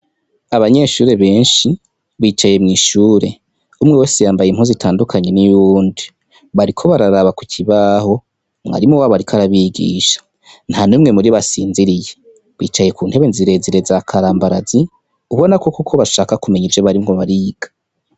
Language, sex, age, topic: Rundi, male, 25-35, education